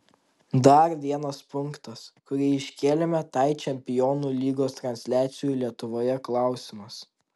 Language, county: Lithuanian, Tauragė